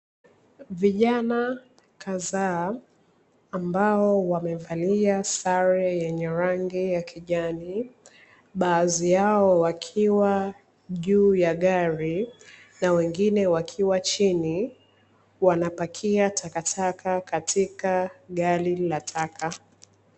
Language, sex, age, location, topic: Swahili, female, 25-35, Dar es Salaam, government